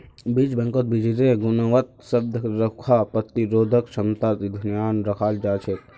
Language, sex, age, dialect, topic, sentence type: Magahi, male, 51-55, Northeastern/Surjapuri, agriculture, statement